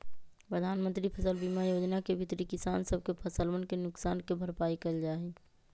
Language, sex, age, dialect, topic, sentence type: Magahi, female, 31-35, Western, agriculture, statement